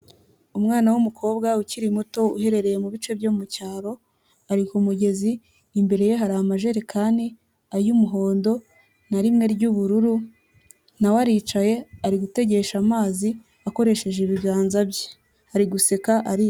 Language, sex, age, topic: Kinyarwanda, female, 25-35, health